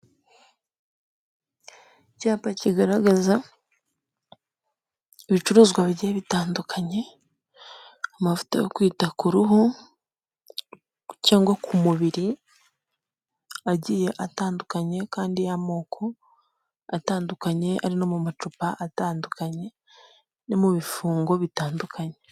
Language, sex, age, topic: Kinyarwanda, female, 25-35, health